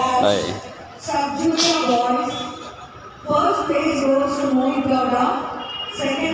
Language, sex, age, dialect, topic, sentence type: Kannada, male, 18-24, Mysore Kannada, agriculture, statement